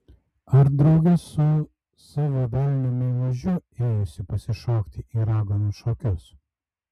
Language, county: Lithuanian, Alytus